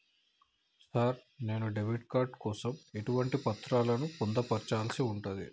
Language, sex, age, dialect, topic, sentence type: Telugu, male, 25-30, Telangana, banking, question